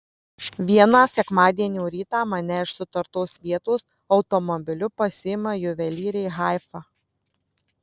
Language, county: Lithuanian, Marijampolė